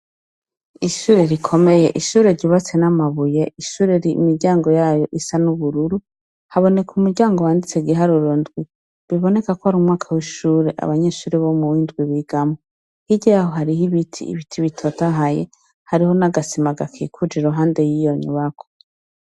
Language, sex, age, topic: Rundi, female, 36-49, education